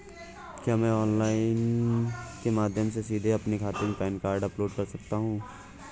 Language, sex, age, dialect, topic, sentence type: Hindi, male, 18-24, Awadhi Bundeli, banking, question